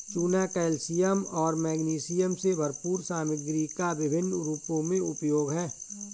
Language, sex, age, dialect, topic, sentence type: Hindi, male, 41-45, Awadhi Bundeli, agriculture, statement